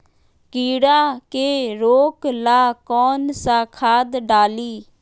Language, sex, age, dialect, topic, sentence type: Magahi, female, 31-35, Western, agriculture, question